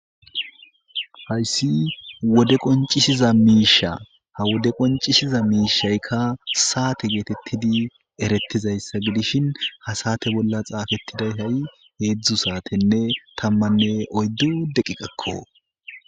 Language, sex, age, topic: Gamo, male, 25-35, government